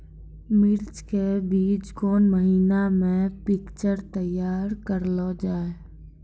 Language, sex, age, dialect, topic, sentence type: Maithili, female, 18-24, Angika, agriculture, question